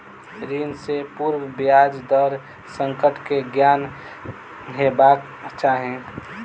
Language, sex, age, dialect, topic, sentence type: Maithili, male, 18-24, Southern/Standard, banking, statement